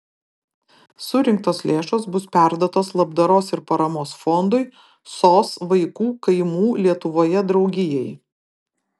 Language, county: Lithuanian, Vilnius